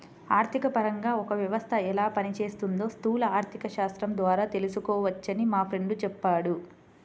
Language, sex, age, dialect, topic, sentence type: Telugu, female, 25-30, Central/Coastal, banking, statement